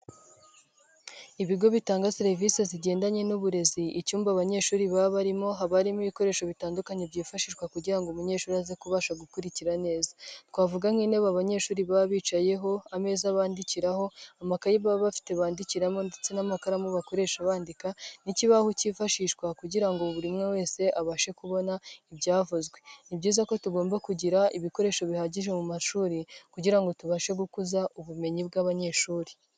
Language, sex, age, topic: Kinyarwanda, female, 18-24, education